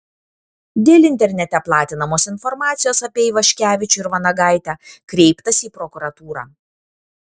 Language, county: Lithuanian, Kaunas